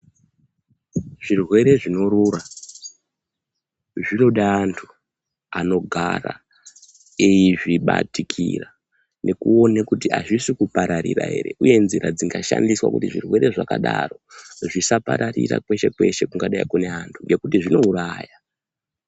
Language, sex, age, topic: Ndau, male, 25-35, health